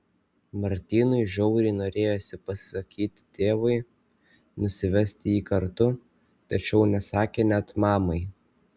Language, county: Lithuanian, Kaunas